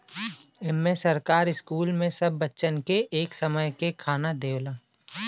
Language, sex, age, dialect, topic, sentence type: Bhojpuri, male, 25-30, Western, agriculture, statement